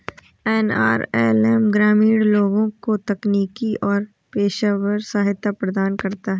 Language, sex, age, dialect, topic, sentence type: Hindi, female, 18-24, Awadhi Bundeli, banking, statement